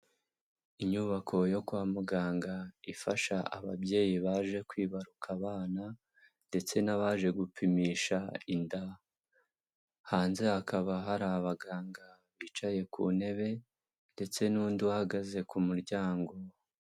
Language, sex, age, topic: Kinyarwanda, male, 18-24, health